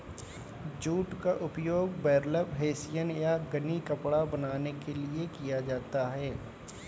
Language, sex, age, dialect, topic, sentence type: Hindi, male, 18-24, Kanauji Braj Bhasha, agriculture, statement